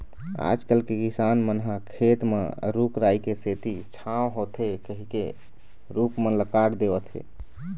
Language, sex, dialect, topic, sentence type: Chhattisgarhi, male, Eastern, agriculture, statement